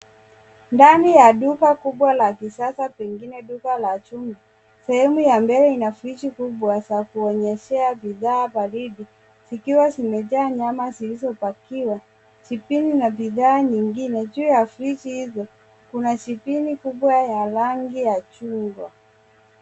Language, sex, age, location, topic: Swahili, female, 25-35, Nairobi, finance